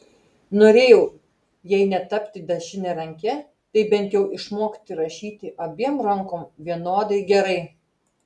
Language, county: Lithuanian, Telšiai